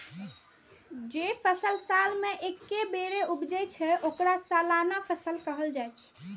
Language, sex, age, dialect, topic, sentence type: Maithili, male, 36-40, Eastern / Thethi, agriculture, statement